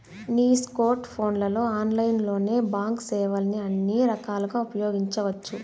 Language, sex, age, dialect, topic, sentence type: Telugu, female, 18-24, Southern, banking, statement